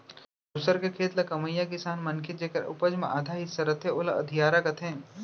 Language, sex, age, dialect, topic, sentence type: Chhattisgarhi, male, 25-30, Central, agriculture, statement